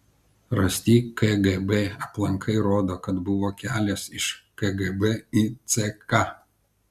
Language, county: Lithuanian, Kaunas